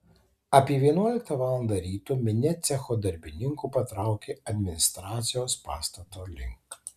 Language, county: Lithuanian, Tauragė